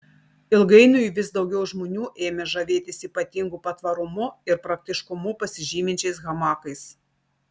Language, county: Lithuanian, Telšiai